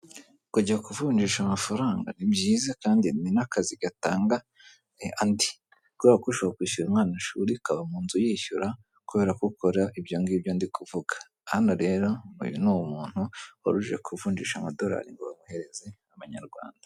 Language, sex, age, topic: Kinyarwanda, female, 25-35, finance